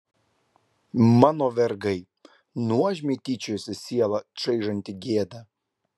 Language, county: Lithuanian, Klaipėda